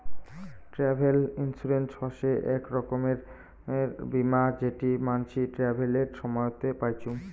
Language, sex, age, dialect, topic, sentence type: Bengali, male, 18-24, Rajbangshi, banking, statement